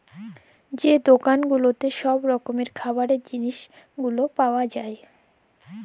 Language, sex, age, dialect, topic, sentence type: Bengali, female, 18-24, Jharkhandi, agriculture, statement